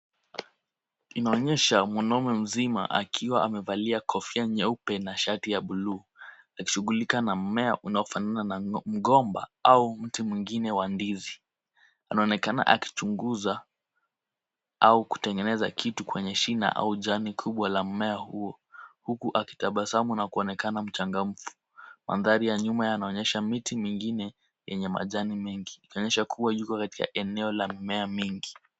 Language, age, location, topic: Swahili, 36-49, Kisumu, agriculture